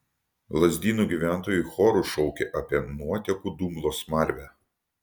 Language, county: Lithuanian, Utena